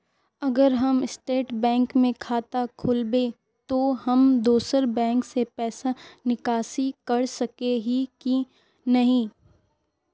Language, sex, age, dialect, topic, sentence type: Magahi, female, 36-40, Northeastern/Surjapuri, banking, question